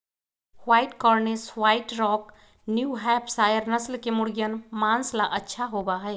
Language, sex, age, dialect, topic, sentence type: Magahi, female, 36-40, Western, agriculture, statement